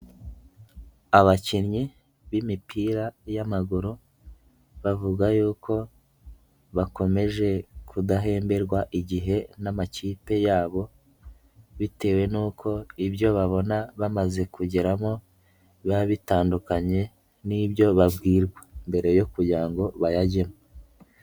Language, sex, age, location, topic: Kinyarwanda, male, 18-24, Nyagatare, government